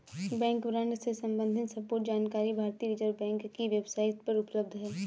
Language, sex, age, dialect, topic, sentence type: Hindi, female, 18-24, Kanauji Braj Bhasha, banking, statement